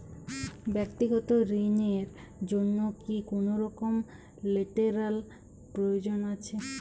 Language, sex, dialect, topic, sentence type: Bengali, female, Jharkhandi, banking, question